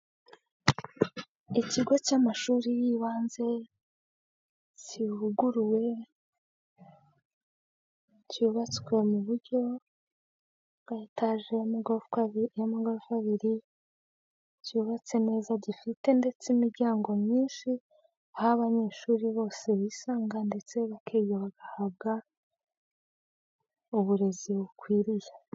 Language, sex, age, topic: Kinyarwanda, female, 25-35, education